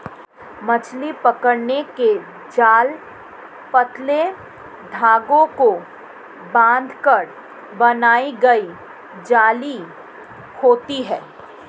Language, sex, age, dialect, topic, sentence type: Hindi, female, 31-35, Marwari Dhudhari, agriculture, statement